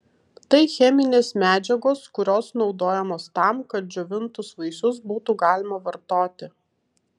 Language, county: Lithuanian, Vilnius